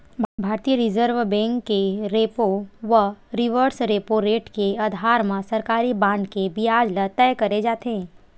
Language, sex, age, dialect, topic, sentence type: Chhattisgarhi, female, 18-24, Western/Budati/Khatahi, banking, statement